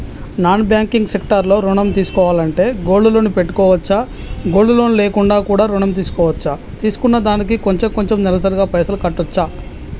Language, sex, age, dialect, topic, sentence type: Telugu, female, 31-35, Telangana, banking, question